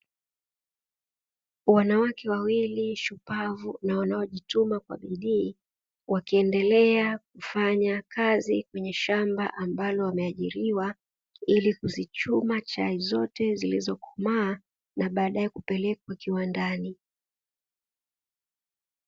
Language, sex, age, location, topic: Swahili, female, 18-24, Dar es Salaam, agriculture